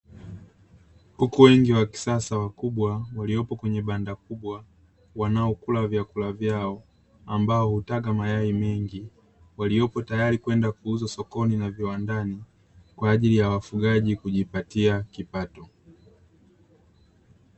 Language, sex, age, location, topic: Swahili, male, 36-49, Dar es Salaam, agriculture